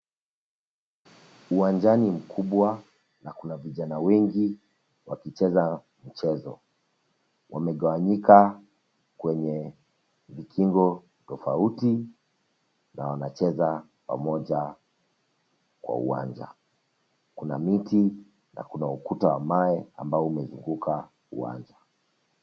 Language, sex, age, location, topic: Swahili, male, 25-35, Nairobi, education